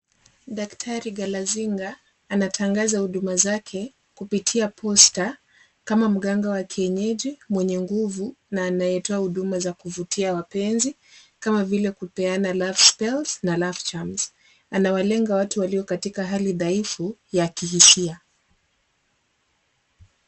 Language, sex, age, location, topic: Swahili, female, 18-24, Kisumu, health